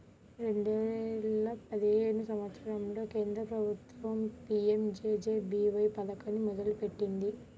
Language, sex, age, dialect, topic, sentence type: Telugu, female, 18-24, Central/Coastal, banking, statement